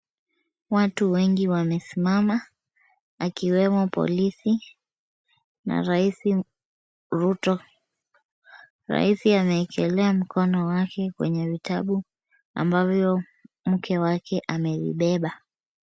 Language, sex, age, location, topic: Swahili, female, 25-35, Kisumu, government